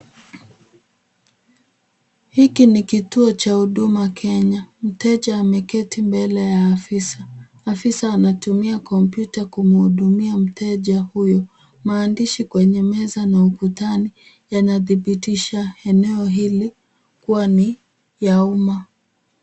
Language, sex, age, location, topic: Swahili, female, 50+, Kisumu, government